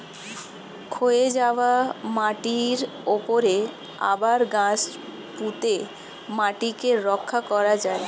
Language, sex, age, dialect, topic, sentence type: Bengali, female, 25-30, Standard Colloquial, agriculture, statement